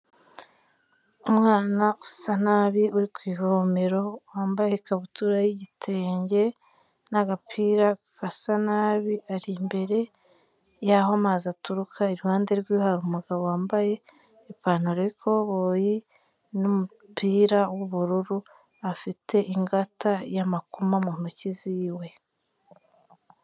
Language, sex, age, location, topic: Kinyarwanda, female, 25-35, Kigali, health